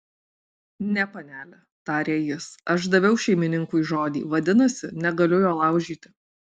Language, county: Lithuanian, Alytus